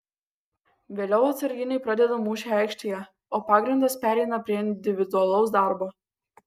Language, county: Lithuanian, Kaunas